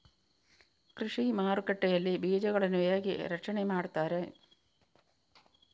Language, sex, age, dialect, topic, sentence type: Kannada, female, 41-45, Coastal/Dakshin, agriculture, question